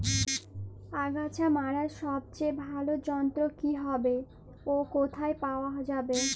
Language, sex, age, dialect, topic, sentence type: Bengali, female, 18-24, Jharkhandi, agriculture, question